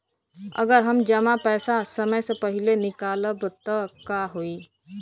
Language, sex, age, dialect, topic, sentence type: Bhojpuri, female, 25-30, Western, banking, question